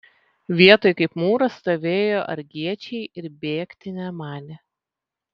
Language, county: Lithuanian, Vilnius